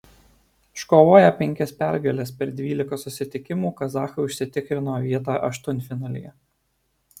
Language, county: Lithuanian, Alytus